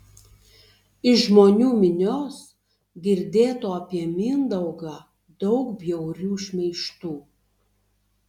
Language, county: Lithuanian, Tauragė